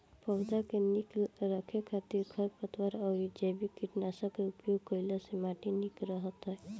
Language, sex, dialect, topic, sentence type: Bhojpuri, female, Northern, agriculture, statement